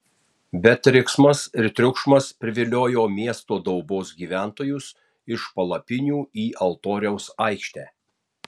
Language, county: Lithuanian, Tauragė